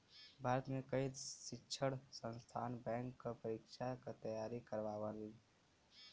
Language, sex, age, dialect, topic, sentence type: Bhojpuri, male, 18-24, Western, banking, statement